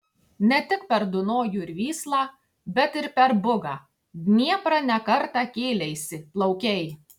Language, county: Lithuanian, Tauragė